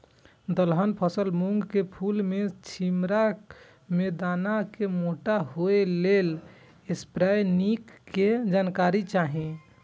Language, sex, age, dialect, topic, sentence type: Maithili, female, 18-24, Eastern / Thethi, agriculture, question